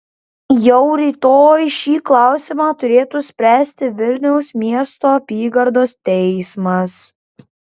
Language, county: Lithuanian, Klaipėda